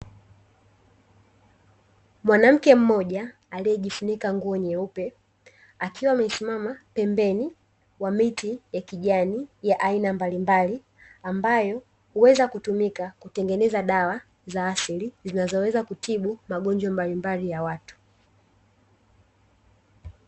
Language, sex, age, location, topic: Swahili, female, 18-24, Dar es Salaam, health